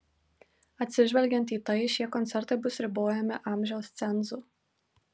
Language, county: Lithuanian, Marijampolė